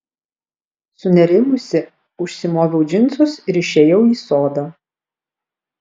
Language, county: Lithuanian, Alytus